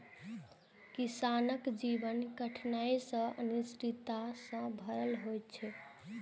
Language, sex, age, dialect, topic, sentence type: Maithili, female, 18-24, Eastern / Thethi, agriculture, statement